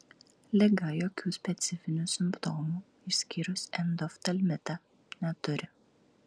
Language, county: Lithuanian, Klaipėda